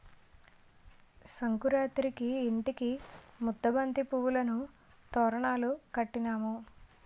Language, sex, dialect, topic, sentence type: Telugu, female, Utterandhra, agriculture, statement